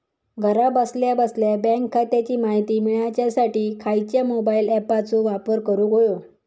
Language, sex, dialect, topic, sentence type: Marathi, female, Southern Konkan, banking, question